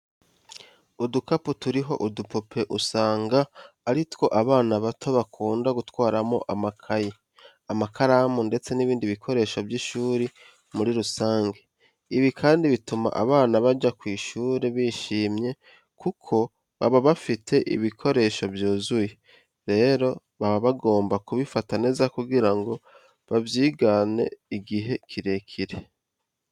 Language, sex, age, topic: Kinyarwanda, male, 25-35, education